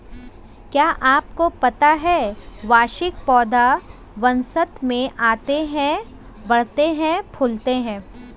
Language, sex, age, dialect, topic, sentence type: Hindi, female, 25-30, Hindustani Malvi Khadi Boli, agriculture, statement